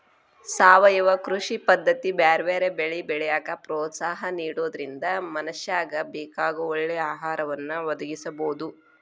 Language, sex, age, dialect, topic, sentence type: Kannada, female, 36-40, Dharwad Kannada, agriculture, statement